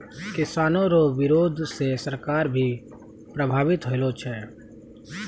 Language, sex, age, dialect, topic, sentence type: Maithili, male, 25-30, Angika, agriculture, statement